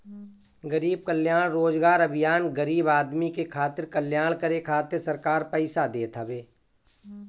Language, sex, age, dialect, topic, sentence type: Bhojpuri, male, 41-45, Northern, banking, statement